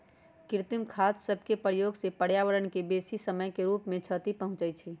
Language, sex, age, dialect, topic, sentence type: Magahi, female, 31-35, Western, agriculture, statement